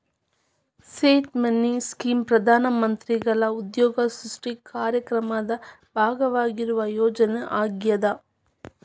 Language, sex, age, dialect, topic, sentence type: Kannada, female, 25-30, Dharwad Kannada, banking, statement